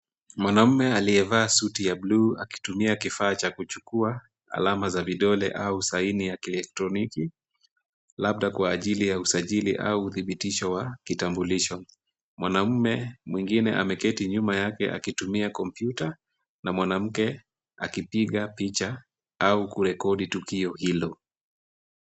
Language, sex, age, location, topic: Swahili, female, 18-24, Kisumu, government